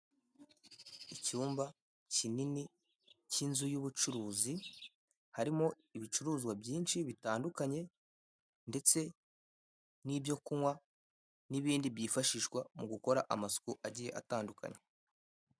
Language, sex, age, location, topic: Kinyarwanda, male, 18-24, Kigali, finance